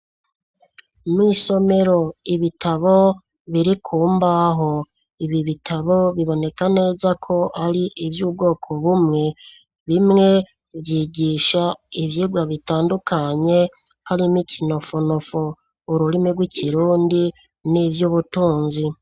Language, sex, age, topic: Rundi, male, 36-49, education